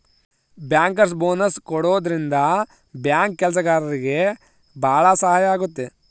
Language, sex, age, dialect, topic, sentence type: Kannada, male, 25-30, Central, banking, statement